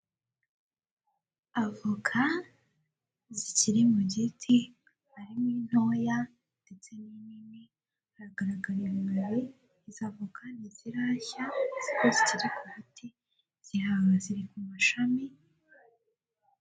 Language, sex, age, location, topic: Kinyarwanda, female, 18-24, Huye, agriculture